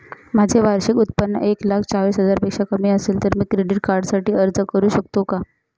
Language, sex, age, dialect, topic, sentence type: Marathi, female, 31-35, Northern Konkan, banking, question